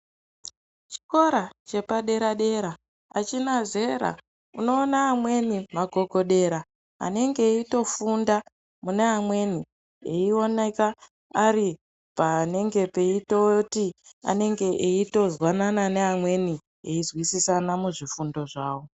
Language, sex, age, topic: Ndau, male, 18-24, education